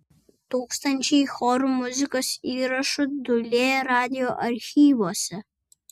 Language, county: Lithuanian, Vilnius